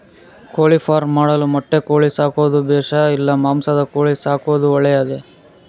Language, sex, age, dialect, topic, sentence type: Kannada, male, 41-45, Central, agriculture, question